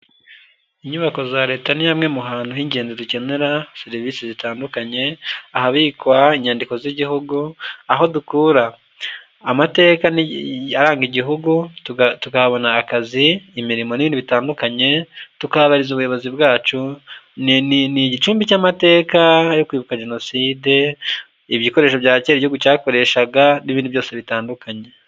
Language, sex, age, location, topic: Kinyarwanda, male, 25-35, Nyagatare, government